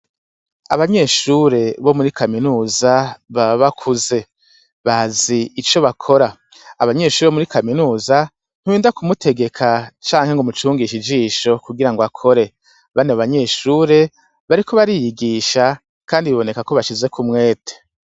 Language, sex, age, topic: Rundi, male, 50+, education